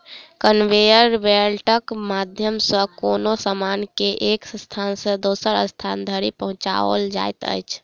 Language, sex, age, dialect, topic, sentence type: Maithili, female, 25-30, Southern/Standard, agriculture, statement